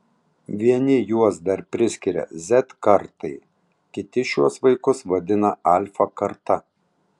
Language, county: Lithuanian, Tauragė